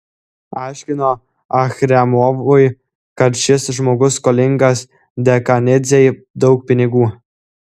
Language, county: Lithuanian, Klaipėda